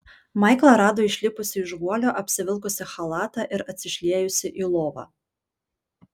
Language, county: Lithuanian, Panevėžys